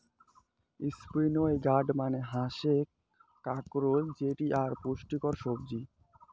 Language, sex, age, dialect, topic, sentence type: Bengali, male, 18-24, Rajbangshi, agriculture, statement